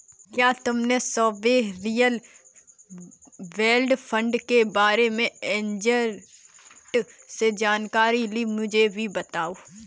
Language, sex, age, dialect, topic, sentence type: Hindi, female, 18-24, Kanauji Braj Bhasha, banking, statement